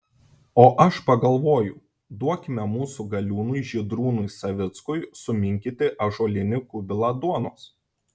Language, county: Lithuanian, Šiauliai